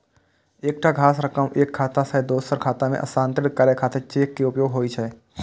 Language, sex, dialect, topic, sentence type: Maithili, male, Eastern / Thethi, banking, statement